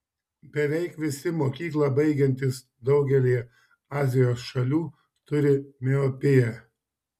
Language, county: Lithuanian, Šiauliai